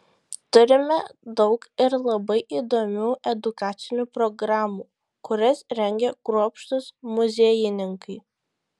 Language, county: Lithuanian, Šiauliai